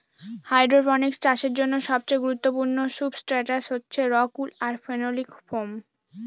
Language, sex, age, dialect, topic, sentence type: Bengali, female, 46-50, Northern/Varendri, agriculture, statement